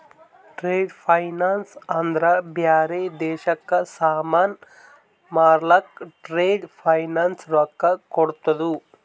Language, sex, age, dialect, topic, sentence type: Kannada, male, 18-24, Northeastern, banking, statement